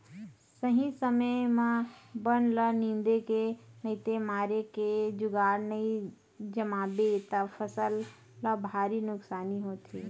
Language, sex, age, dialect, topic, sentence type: Chhattisgarhi, female, 31-35, Western/Budati/Khatahi, agriculture, statement